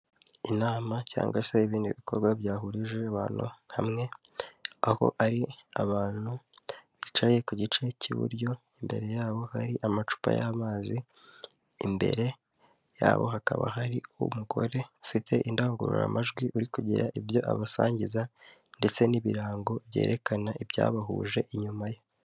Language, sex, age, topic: Kinyarwanda, male, 18-24, health